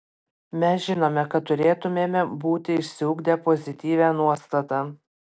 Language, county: Lithuanian, Panevėžys